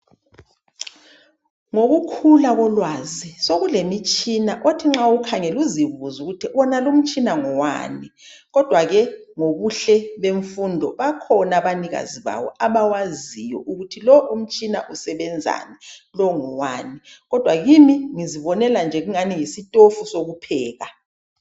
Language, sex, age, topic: North Ndebele, male, 36-49, health